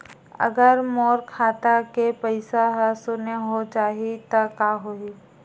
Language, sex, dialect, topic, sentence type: Chhattisgarhi, female, Western/Budati/Khatahi, banking, question